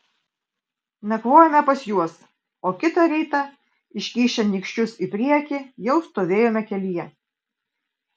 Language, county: Lithuanian, Vilnius